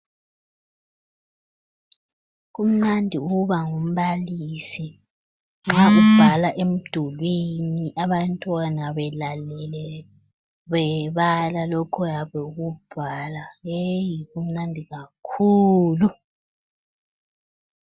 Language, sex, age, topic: North Ndebele, female, 36-49, education